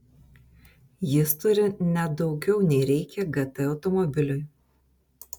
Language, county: Lithuanian, Vilnius